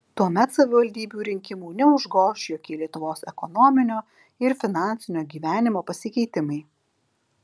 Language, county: Lithuanian, Alytus